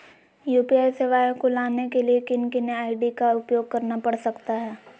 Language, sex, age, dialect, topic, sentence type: Magahi, female, 60-100, Southern, banking, question